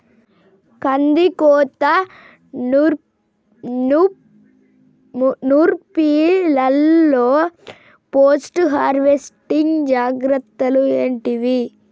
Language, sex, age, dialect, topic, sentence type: Telugu, female, 31-35, Telangana, agriculture, question